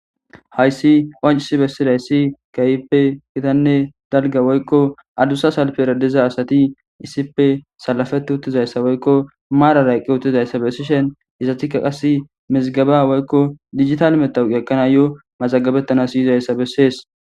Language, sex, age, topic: Gamo, male, 18-24, government